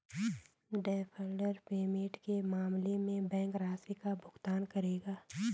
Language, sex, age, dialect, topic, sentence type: Hindi, female, 25-30, Garhwali, banking, statement